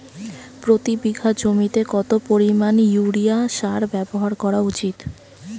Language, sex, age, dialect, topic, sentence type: Bengali, female, 18-24, Rajbangshi, agriculture, question